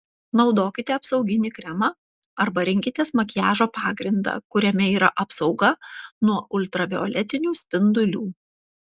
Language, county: Lithuanian, Panevėžys